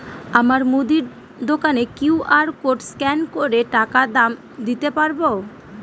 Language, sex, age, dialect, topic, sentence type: Bengali, female, 18-24, Northern/Varendri, banking, question